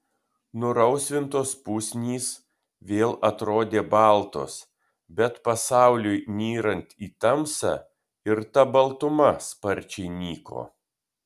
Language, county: Lithuanian, Kaunas